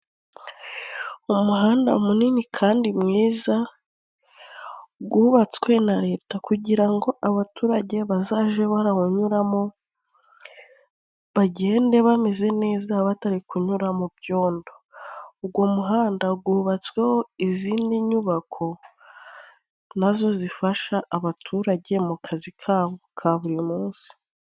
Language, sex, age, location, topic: Kinyarwanda, female, 25-35, Musanze, government